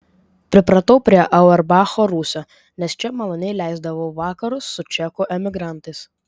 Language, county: Lithuanian, Vilnius